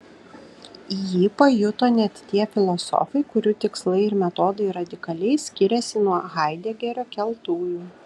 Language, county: Lithuanian, Kaunas